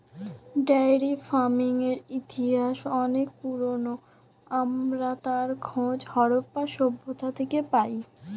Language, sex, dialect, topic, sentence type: Bengali, female, Standard Colloquial, agriculture, statement